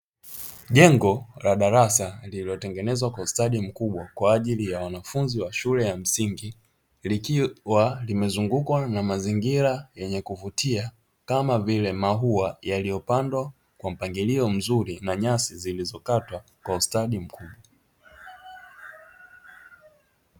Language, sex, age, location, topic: Swahili, male, 25-35, Dar es Salaam, education